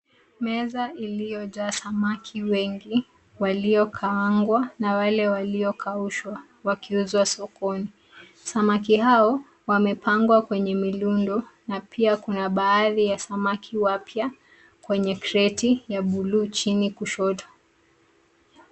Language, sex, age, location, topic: Swahili, female, 25-35, Nairobi, finance